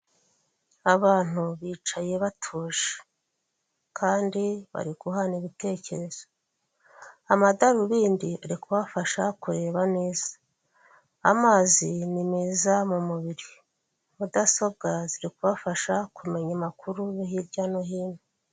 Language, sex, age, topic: Kinyarwanda, female, 36-49, government